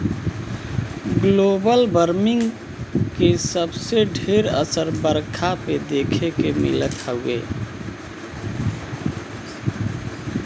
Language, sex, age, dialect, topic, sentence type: Bhojpuri, male, 41-45, Western, agriculture, statement